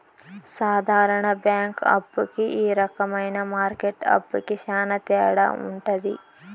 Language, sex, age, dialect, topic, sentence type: Telugu, female, 18-24, Southern, banking, statement